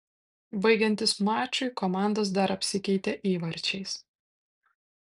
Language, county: Lithuanian, Kaunas